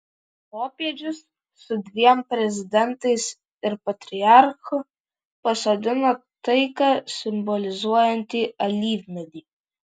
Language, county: Lithuanian, Vilnius